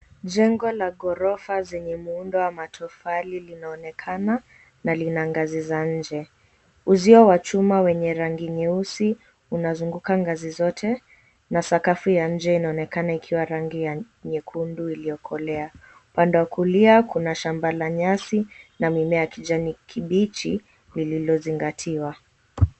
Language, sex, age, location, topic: Swahili, female, 18-24, Mombasa, education